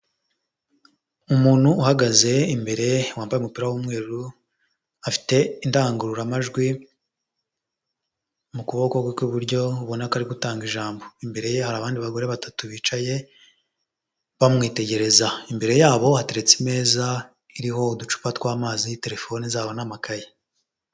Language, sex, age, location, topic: Kinyarwanda, female, 25-35, Huye, health